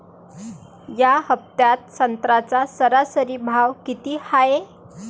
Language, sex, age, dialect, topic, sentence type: Marathi, female, 25-30, Varhadi, agriculture, question